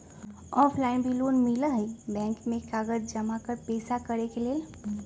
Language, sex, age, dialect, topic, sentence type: Magahi, female, 25-30, Western, banking, question